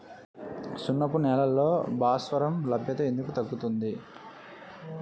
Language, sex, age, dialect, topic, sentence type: Telugu, male, 31-35, Utterandhra, agriculture, question